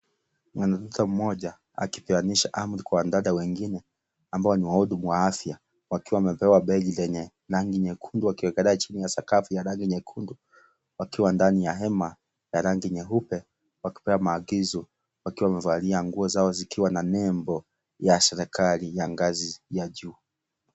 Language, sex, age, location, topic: Swahili, male, 36-49, Kisii, health